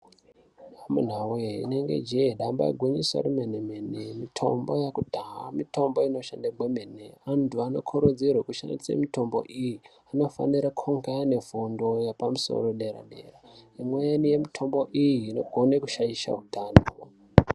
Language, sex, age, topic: Ndau, male, 18-24, health